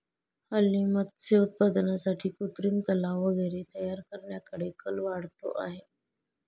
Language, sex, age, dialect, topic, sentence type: Marathi, female, 25-30, Standard Marathi, agriculture, statement